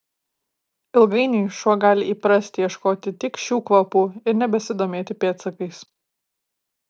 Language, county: Lithuanian, Kaunas